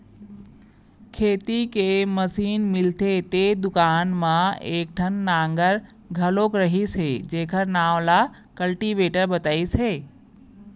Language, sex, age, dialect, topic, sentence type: Chhattisgarhi, female, 41-45, Eastern, agriculture, statement